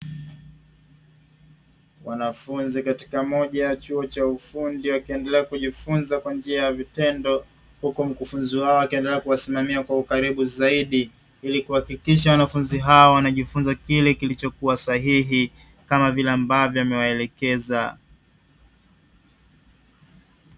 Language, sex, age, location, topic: Swahili, male, 25-35, Dar es Salaam, education